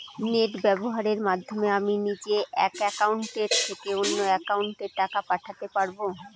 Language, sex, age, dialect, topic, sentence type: Bengali, female, 36-40, Northern/Varendri, banking, question